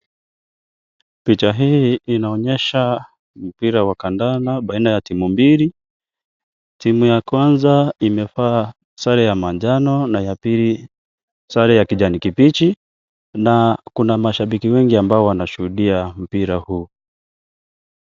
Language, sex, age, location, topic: Swahili, male, 25-35, Kisii, government